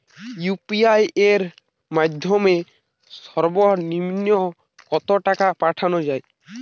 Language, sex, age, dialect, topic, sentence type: Bengali, male, 18-24, Western, banking, question